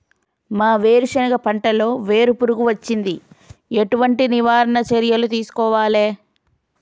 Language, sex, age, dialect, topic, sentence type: Telugu, female, 25-30, Telangana, agriculture, question